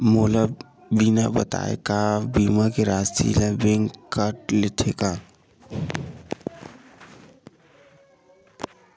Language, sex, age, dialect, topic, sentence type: Chhattisgarhi, male, 46-50, Western/Budati/Khatahi, banking, question